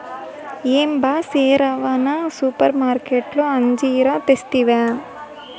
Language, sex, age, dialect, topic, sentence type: Telugu, female, 18-24, Southern, agriculture, statement